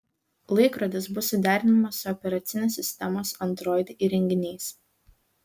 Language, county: Lithuanian, Šiauliai